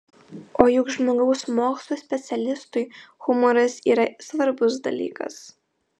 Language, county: Lithuanian, Vilnius